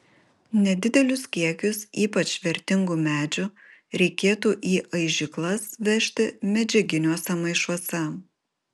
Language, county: Lithuanian, Vilnius